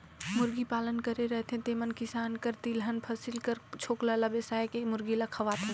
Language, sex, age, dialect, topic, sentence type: Chhattisgarhi, female, 18-24, Northern/Bhandar, agriculture, statement